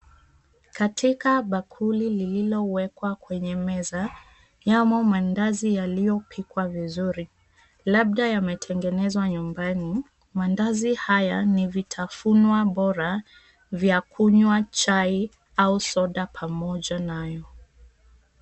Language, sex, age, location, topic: Swahili, female, 25-35, Mombasa, agriculture